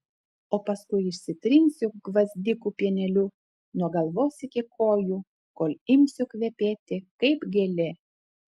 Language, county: Lithuanian, Telšiai